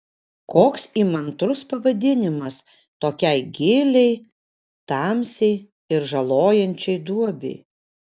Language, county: Lithuanian, Kaunas